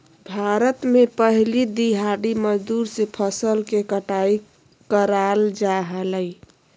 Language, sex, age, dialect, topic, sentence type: Magahi, female, 25-30, Southern, agriculture, statement